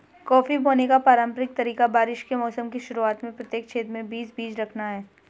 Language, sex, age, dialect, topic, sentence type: Hindi, female, 25-30, Hindustani Malvi Khadi Boli, agriculture, statement